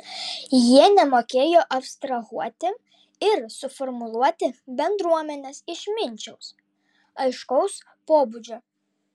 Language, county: Lithuanian, Vilnius